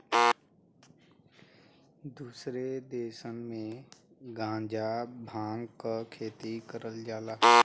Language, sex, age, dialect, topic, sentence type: Bhojpuri, male, 18-24, Western, agriculture, statement